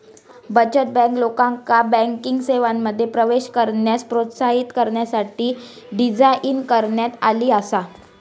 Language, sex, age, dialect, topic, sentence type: Marathi, female, 46-50, Southern Konkan, banking, statement